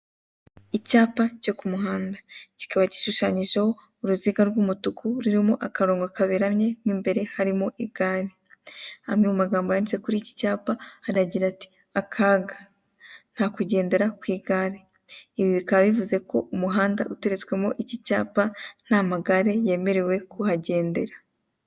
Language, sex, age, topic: Kinyarwanda, female, 18-24, government